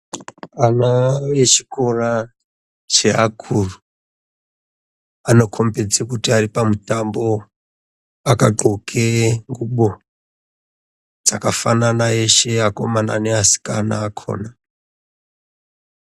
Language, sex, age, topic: Ndau, male, 36-49, education